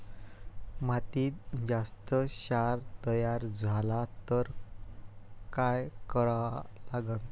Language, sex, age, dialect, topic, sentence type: Marathi, male, 18-24, Varhadi, agriculture, question